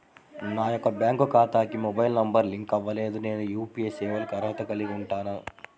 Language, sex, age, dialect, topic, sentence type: Telugu, male, 18-24, Central/Coastal, banking, question